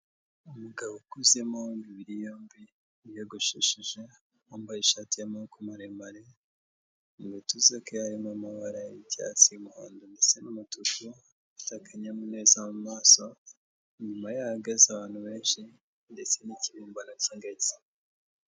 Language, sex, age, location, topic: Kinyarwanda, male, 18-24, Kigali, health